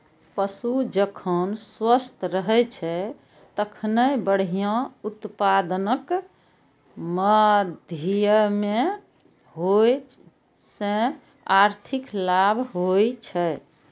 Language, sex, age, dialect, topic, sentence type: Maithili, female, 41-45, Eastern / Thethi, agriculture, statement